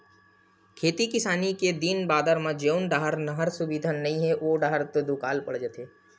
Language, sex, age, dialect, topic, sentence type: Chhattisgarhi, male, 18-24, Western/Budati/Khatahi, banking, statement